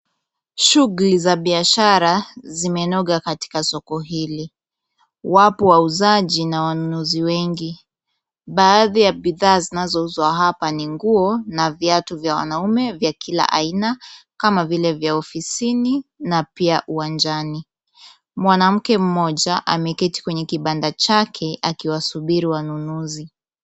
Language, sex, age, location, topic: Swahili, female, 18-24, Kisumu, finance